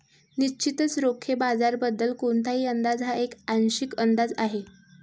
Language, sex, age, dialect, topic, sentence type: Marathi, male, 18-24, Varhadi, banking, statement